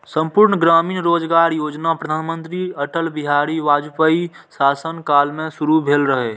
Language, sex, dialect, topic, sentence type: Maithili, male, Eastern / Thethi, banking, statement